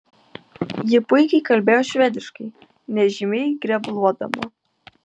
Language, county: Lithuanian, Utena